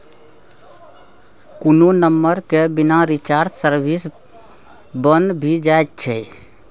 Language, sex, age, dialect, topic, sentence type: Maithili, male, 25-30, Bajjika, banking, statement